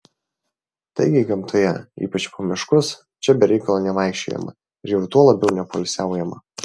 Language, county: Lithuanian, Vilnius